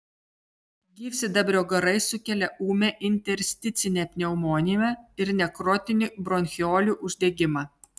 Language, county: Lithuanian, Telšiai